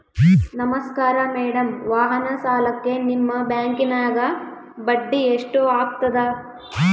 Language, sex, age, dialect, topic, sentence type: Kannada, female, 18-24, Central, banking, question